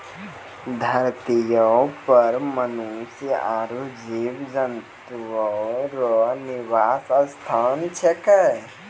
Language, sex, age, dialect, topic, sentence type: Maithili, male, 18-24, Angika, agriculture, statement